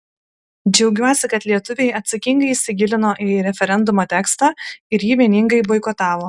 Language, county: Lithuanian, Kaunas